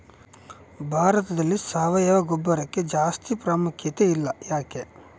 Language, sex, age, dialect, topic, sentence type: Kannada, male, 36-40, Central, agriculture, question